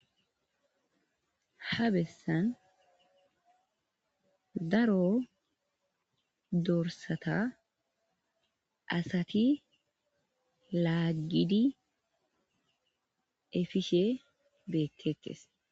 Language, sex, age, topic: Gamo, female, 25-35, agriculture